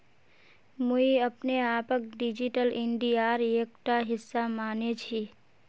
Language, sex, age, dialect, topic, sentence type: Magahi, female, 18-24, Northeastern/Surjapuri, banking, statement